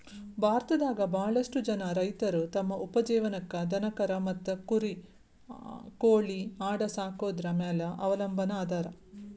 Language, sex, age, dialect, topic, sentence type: Kannada, female, 36-40, Dharwad Kannada, agriculture, statement